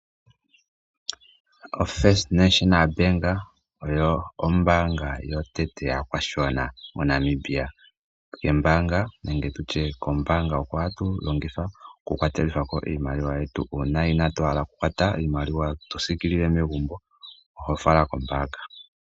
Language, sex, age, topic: Oshiwambo, male, 18-24, finance